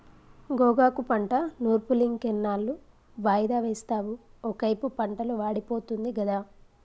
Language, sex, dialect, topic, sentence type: Telugu, female, Telangana, agriculture, statement